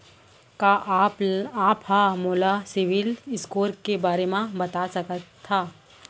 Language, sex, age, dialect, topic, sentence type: Chhattisgarhi, female, 25-30, Central, banking, statement